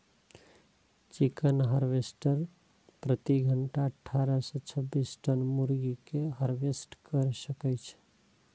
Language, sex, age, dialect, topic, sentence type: Maithili, male, 36-40, Eastern / Thethi, agriculture, statement